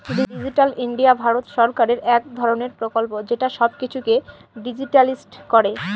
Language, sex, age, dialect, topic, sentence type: Bengali, female, 18-24, Northern/Varendri, banking, statement